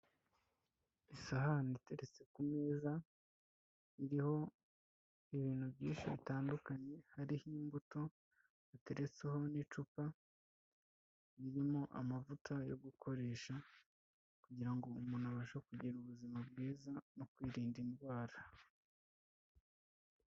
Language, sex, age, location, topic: Kinyarwanda, female, 25-35, Kigali, health